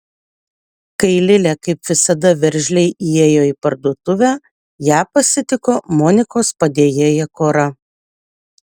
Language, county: Lithuanian, Utena